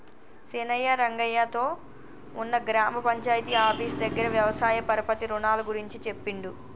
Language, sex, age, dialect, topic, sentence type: Telugu, female, 25-30, Telangana, banking, statement